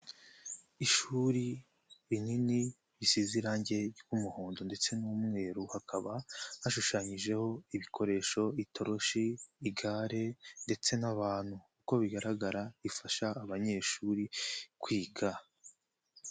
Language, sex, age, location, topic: Kinyarwanda, male, 25-35, Nyagatare, education